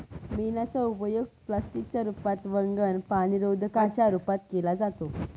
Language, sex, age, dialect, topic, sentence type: Marathi, female, 31-35, Northern Konkan, agriculture, statement